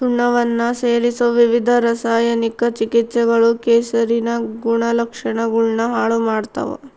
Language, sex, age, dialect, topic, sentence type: Kannada, female, 18-24, Central, agriculture, statement